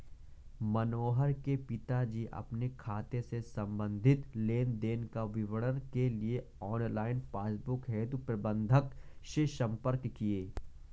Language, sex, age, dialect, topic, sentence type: Hindi, male, 18-24, Awadhi Bundeli, banking, statement